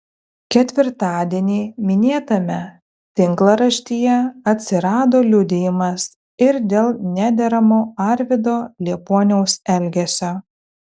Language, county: Lithuanian, Telšiai